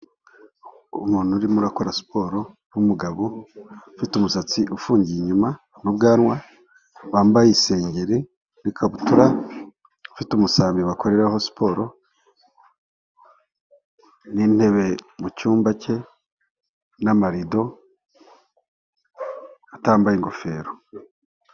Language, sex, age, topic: Kinyarwanda, male, 36-49, health